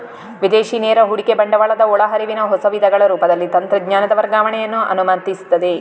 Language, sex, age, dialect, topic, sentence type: Kannada, female, 36-40, Coastal/Dakshin, banking, statement